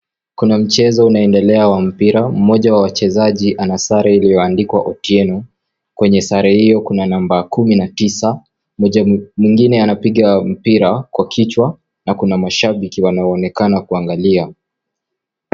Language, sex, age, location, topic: Swahili, male, 18-24, Kisii, government